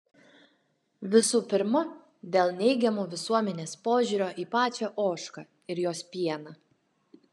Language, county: Lithuanian, Kaunas